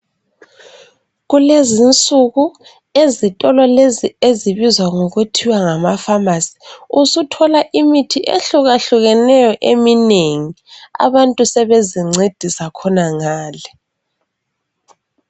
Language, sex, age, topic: North Ndebele, female, 18-24, health